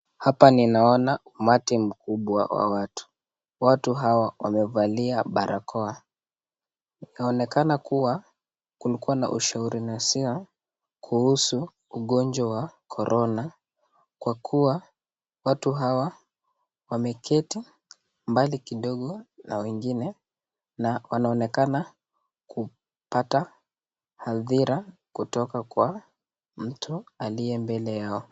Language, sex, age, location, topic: Swahili, male, 18-24, Nakuru, health